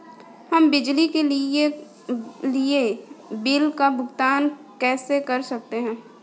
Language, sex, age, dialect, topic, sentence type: Hindi, female, 18-24, Kanauji Braj Bhasha, banking, question